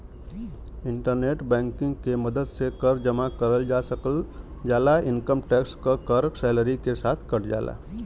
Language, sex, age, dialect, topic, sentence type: Bhojpuri, male, 31-35, Western, banking, statement